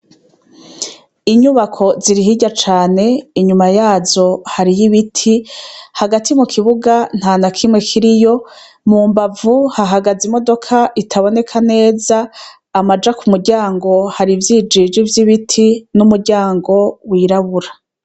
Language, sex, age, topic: Rundi, female, 36-49, education